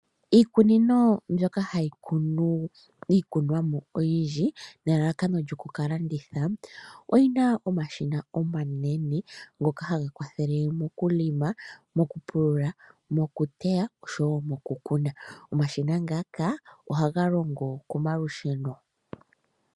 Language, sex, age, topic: Oshiwambo, female, 25-35, agriculture